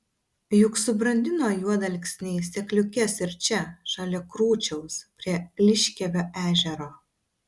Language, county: Lithuanian, Vilnius